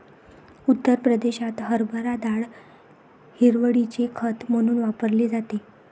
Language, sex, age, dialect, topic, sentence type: Marathi, female, 25-30, Varhadi, agriculture, statement